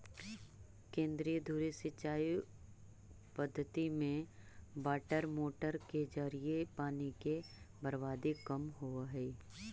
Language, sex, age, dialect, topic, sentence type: Magahi, female, 25-30, Central/Standard, agriculture, statement